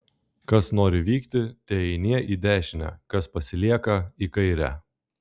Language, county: Lithuanian, Klaipėda